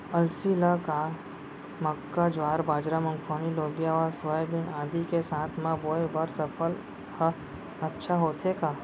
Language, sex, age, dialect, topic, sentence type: Chhattisgarhi, female, 25-30, Central, agriculture, question